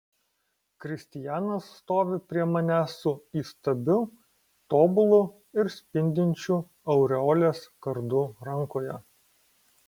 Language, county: Lithuanian, Kaunas